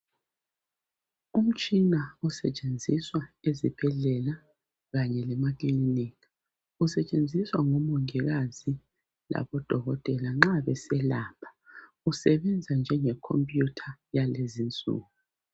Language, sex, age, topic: North Ndebele, female, 36-49, health